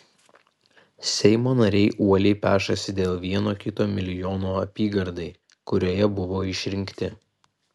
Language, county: Lithuanian, Vilnius